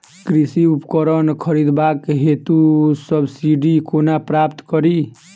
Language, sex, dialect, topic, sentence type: Maithili, male, Southern/Standard, agriculture, question